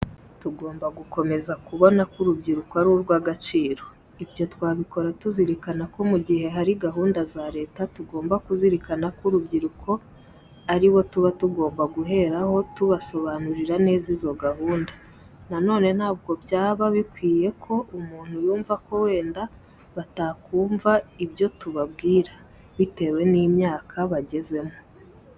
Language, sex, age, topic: Kinyarwanda, female, 18-24, education